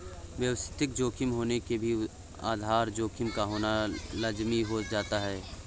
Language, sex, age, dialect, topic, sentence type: Hindi, male, 18-24, Awadhi Bundeli, banking, statement